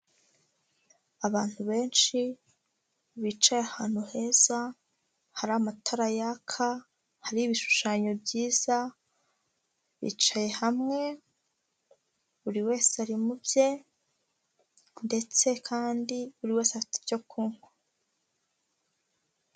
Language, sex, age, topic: Kinyarwanda, female, 25-35, finance